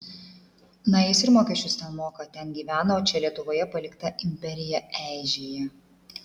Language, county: Lithuanian, Klaipėda